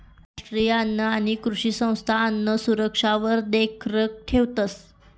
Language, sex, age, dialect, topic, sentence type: Marathi, female, 18-24, Northern Konkan, agriculture, statement